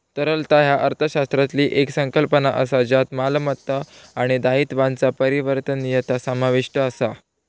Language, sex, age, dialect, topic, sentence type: Marathi, male, 18-24, Southern Konkan, banking, statement